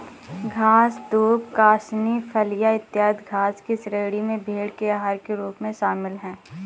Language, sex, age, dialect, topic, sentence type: Hindi, female, 18-24, Awadhi Bundeli, agriculture, statement